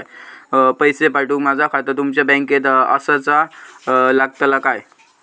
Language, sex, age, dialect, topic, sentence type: Marathi, male, 18-24, Southern Konkan, banking, question